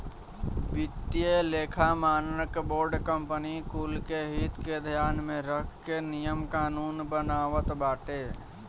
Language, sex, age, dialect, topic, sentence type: Bhojpuri, male, <18, Northern, banking, statement